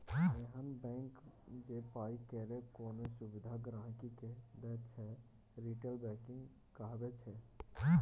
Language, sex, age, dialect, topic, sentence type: Maithili, male, 18-24, Bajjika, banking, statement